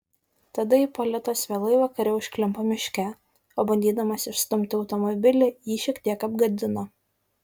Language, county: Lithuanian, Šiauliai